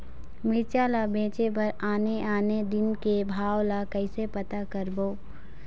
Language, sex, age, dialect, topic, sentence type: Chhattisgarhi, female, 25-30, Eastern, agriculture, question